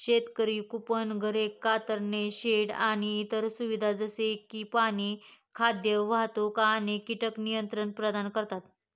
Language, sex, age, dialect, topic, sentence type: Marathi, female, 25-30, Northern Konkan, agriculture, statement